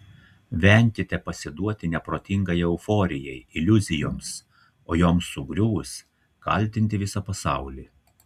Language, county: Lithuanian, Telšiai